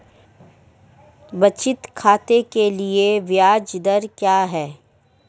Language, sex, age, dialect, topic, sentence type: Hindi, female, 31-35, Marwari Dhudhari, banking, question